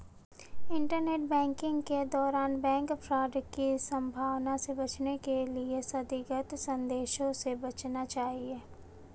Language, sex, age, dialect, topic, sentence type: Hindi, female, 25-30, Marwari Dhudhari, banking, statement